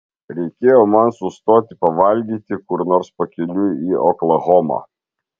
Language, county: Lithuanian, Marijampolė